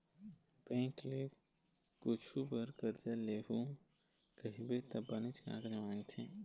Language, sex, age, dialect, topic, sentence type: Chhattisgarhi, male, 18-24, Eastern, agriculture, statement